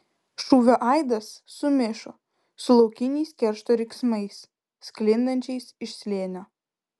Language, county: Lithuanian, Vilnius